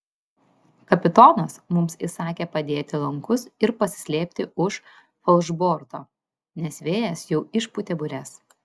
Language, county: Lithuanian, Vilnius